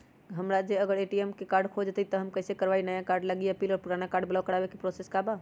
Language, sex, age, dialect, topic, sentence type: Magahi, female, 18-24, Western, banking, question